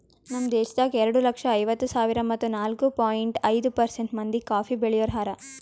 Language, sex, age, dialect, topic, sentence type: Kannada, female, 18-24, Northeastern, agriculture, statement